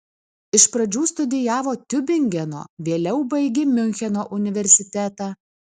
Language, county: Lithuanian, Alytus